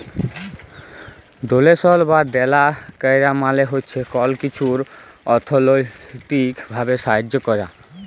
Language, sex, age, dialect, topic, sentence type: Bengali, male, 18-24, Jharkhandi, banking, statement